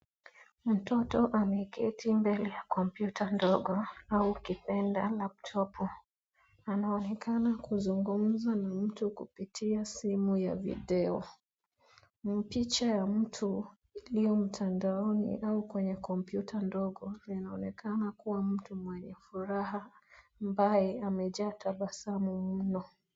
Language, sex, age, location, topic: Swahili, female, 25-35, Nairobi, education